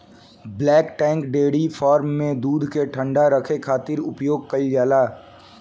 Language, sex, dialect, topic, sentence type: Bhojpuri, male, Southern / Standard, agriculture, statement